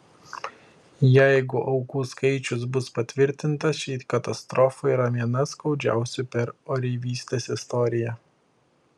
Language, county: Lithuanian, Klaipėda